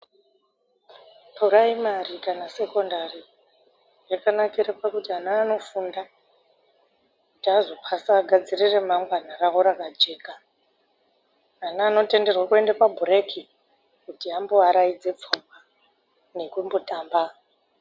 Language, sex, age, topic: Ndau, female, 18-24, education